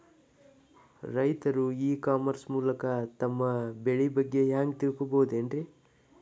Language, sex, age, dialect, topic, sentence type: Kannada, male, 18-24, Dharwad Kannada, agriculture, question